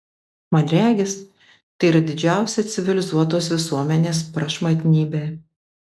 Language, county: Lithuanian, Vilnius